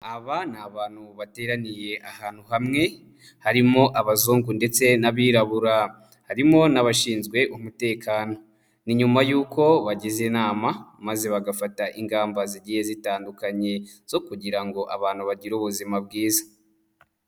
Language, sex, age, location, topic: Kinyarwanda, male, 18-24, Huye, health